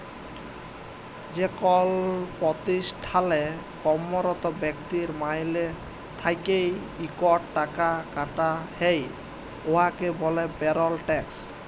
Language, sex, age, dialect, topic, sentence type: Bengali, male, 18-24, Jharkhandi, banking, statement